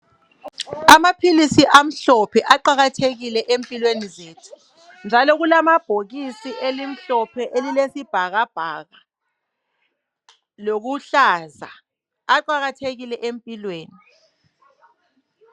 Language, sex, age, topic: North Ndebele, female, 36-49, health